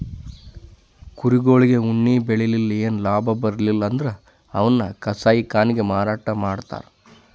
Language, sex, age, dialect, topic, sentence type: Kannada, male, 25-30, Northeastern, agriculture, statement